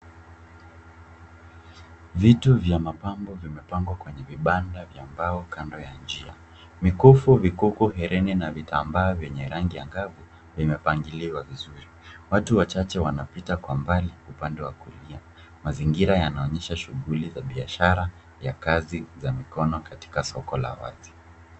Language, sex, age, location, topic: Swahili, male, 25-35, Nairobi, finance